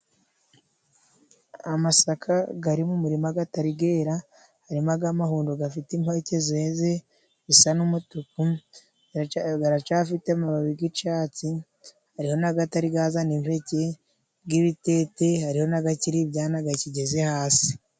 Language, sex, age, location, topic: Kinyarwanda, female, 25-35, Musanze, agriculture